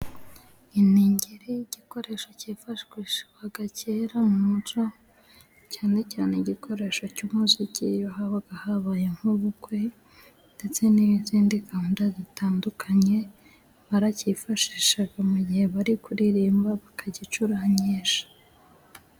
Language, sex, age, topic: Kinyarwanda, female, 18-24, government